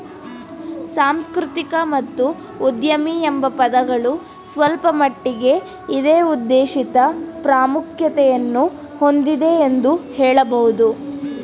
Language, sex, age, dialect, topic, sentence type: Kannada, female, 18-24, Mysore Kannada, banking, statement